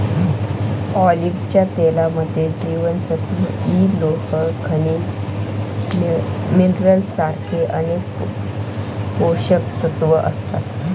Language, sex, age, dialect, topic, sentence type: Marathi, male, 18-24, Northern Konkan, agriculture, statement